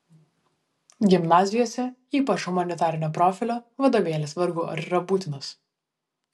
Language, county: Lithuanian, Vilnius